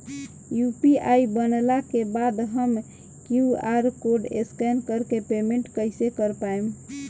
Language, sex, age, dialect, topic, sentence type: Bhojpuri, female, 25-30, Southern / Standard, banking, question